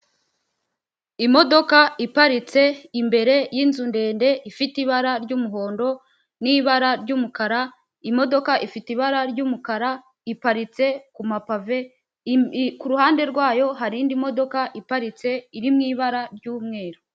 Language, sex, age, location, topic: Kinyarwanda, female, 18-24, Huye, finance